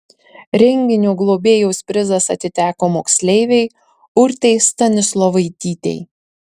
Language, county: Lithuanian, Marijampolė